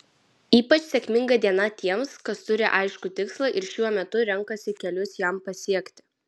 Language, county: Lithuanian, Vilnius